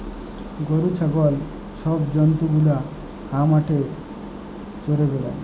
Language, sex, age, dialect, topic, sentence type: Bengali, male, 18-24, Jharkhandi, agriculture, statement